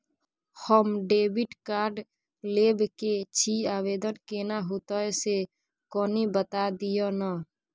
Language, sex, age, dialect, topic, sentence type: Maithili, female, 18-24, Bajjika, banking, question